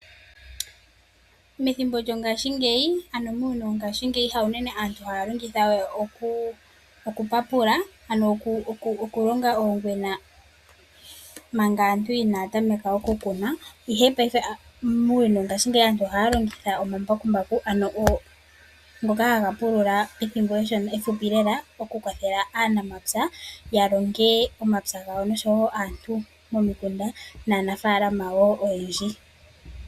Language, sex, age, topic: Oshiwambo, female, 18-24, agriculture